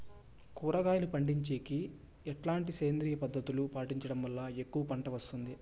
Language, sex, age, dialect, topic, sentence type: Telugu, male, 18-24, Southern, agriculture, question